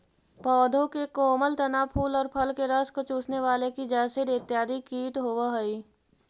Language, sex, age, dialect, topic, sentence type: Magahi, female, 41-45, Central/Standard, agriculture, statement